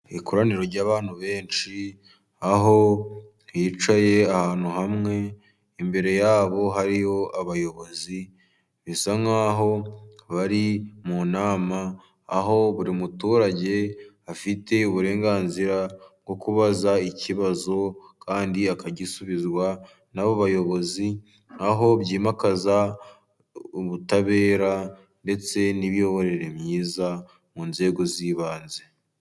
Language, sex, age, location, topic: Kinyarwanda, male, 18-24, Musanze, government